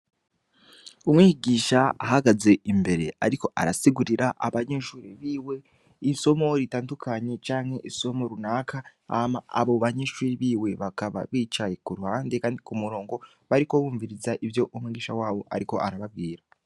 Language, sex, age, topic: Rundi, male, 18-24, education